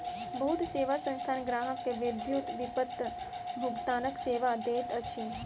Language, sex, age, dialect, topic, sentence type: Maithili, female, 18-24, Southern/Standard, banking, statement